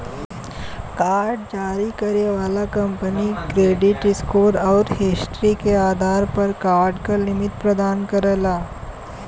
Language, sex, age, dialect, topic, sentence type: Bhojpuri, female, 18-24, Western, banking, statement